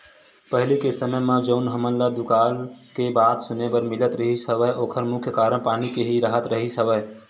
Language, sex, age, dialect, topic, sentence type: Chhattisgarhi, male, 18-24, Western/Budati/Khatahi, agriculture, statement